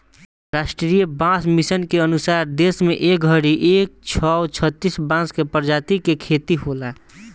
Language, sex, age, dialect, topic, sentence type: Bhojpuri, male, 18-24, Southern / Standard, agriculture, statement